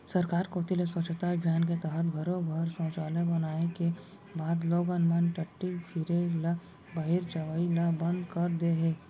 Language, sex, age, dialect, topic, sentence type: Chhattisgarhi, male, 18-24, Central, agriculture, statement